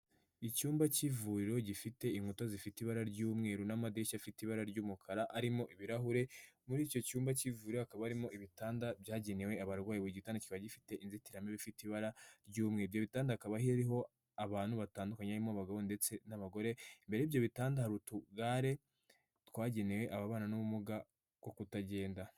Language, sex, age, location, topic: Kinyarwanda, male, 18-24, Nyagatare, health